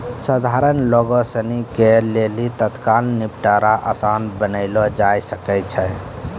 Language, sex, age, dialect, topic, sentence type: Maithili, male, 18-24, Angika, banking, statement